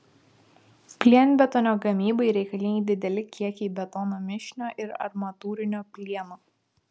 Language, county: Lithuanian, Vilnius